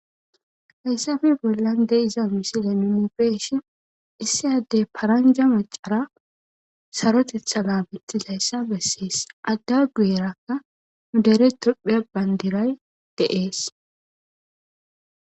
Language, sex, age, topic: Gamo, female, 18-24, government